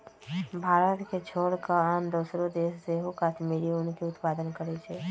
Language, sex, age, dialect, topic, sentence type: Magahi, female, 18-24, Western, agriculture, statement